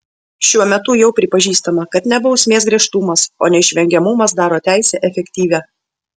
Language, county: Lithuanian, Vilnius